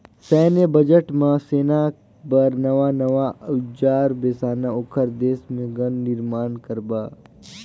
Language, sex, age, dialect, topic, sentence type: Chhattisgarhi, male, 18-24, Northern/Bhandar, banking, statement